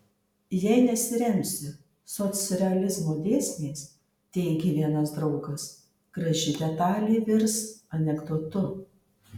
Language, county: Lithuanian, Marijampolė